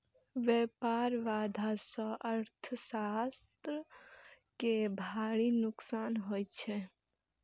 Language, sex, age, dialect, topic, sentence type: Maithili, female, 18-24, Eastern / Thethi, banking, statement